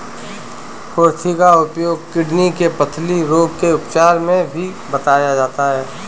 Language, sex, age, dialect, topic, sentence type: Hindi, male, 25-30, Kanauji Braj Bhasha, agriculture, statement